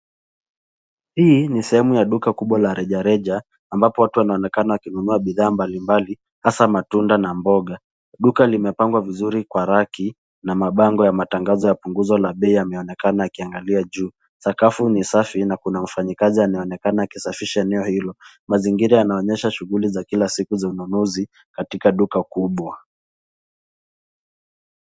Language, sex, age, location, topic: Swahili, male, 18-24, Nairobi, finance